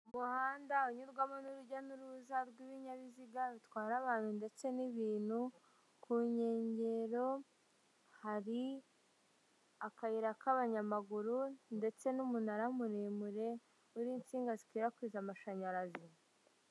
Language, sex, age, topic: Kinyarwanda, male, 18-24, government